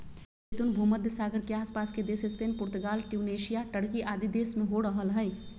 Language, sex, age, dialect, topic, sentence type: Magahi, female, 36-40, Southern, agriculture, statement